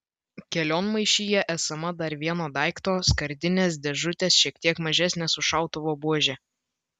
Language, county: Lithuanian, Vilnius